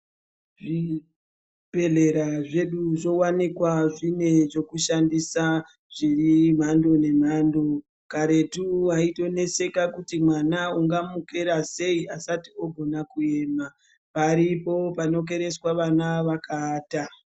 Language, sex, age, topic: Ndau, female, 25-35, health